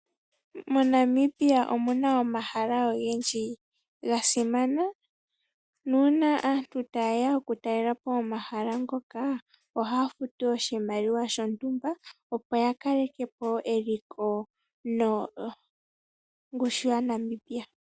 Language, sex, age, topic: Oshiwambo, female, 18-24, agriculture